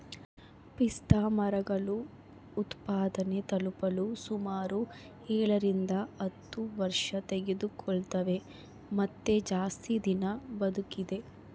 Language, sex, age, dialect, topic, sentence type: Kannada, female, 25-30, Central, agriculture, statement